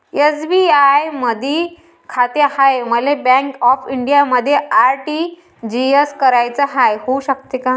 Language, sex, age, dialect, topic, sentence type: Marathi, male, 31-35, Varhadi, banking, question